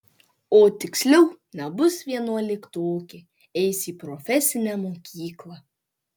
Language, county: Lithuanian, Panevėžys